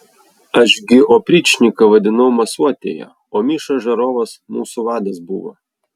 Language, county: Lithuanian, Vilnius